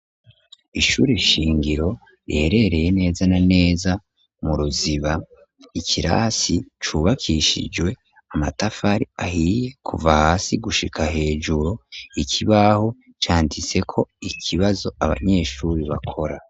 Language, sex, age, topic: Rundi, male, 18-24, education